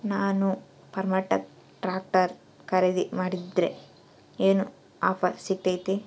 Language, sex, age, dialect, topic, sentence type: Kannada, female, 18-24, Central, agriculture, question